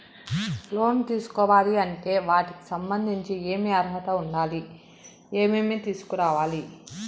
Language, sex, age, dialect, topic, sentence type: Telugu, male, 56-60, Southern, banking, question